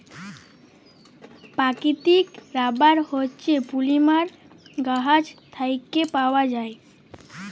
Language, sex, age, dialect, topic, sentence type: Bengali, female, <18, Jharkhandi, agriculture, statement